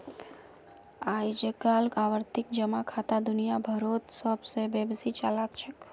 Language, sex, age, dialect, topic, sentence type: Magahi, female, 31-35, Northeastern/Surjapuri, banking, statement